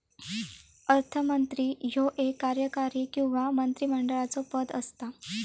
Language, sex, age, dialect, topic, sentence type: Marathi, female, 18-24, Southern Konkan, banking, statement